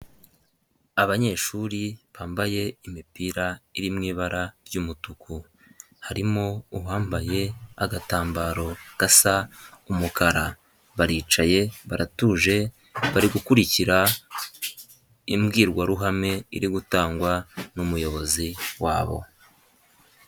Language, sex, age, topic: Kinyarwanda, male, 18-24, education